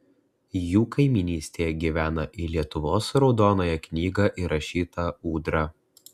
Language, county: Lithuanian, Klaipėda